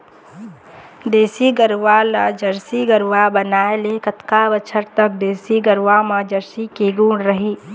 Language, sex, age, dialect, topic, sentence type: Chhattisgarhi, female, 18-24, Eastern, agriculture, question